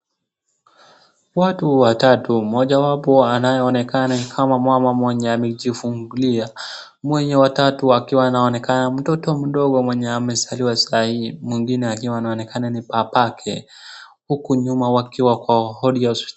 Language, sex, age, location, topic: Swahili, male, 25-35, Wajir, health